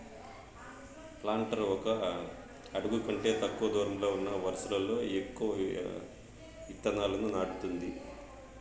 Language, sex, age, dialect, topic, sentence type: Telugu, male, 41-45, Southern, agriculture, statement